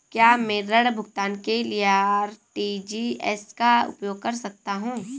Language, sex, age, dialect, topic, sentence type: Hindi, female, 18-24, Awadhi Bundeli, banking, question